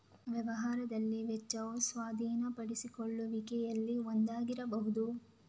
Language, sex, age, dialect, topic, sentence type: Kannada, female, 25-30, Coastal/Dakshin, banking, statement